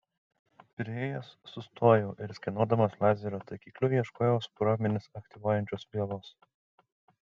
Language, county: Lithuanian, Šiauliai